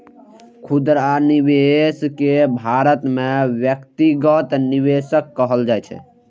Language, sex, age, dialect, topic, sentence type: Maithili, male, 18-24, Eastern / Thethi, banking, statement